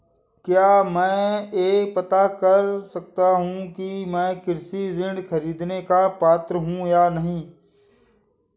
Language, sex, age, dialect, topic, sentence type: Hindi, male, 25-30, Awadhi Bundeli, banking, question